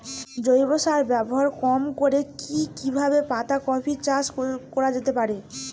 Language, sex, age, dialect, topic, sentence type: Bengali, female, 18-24, Rajbangshi, agriculture, question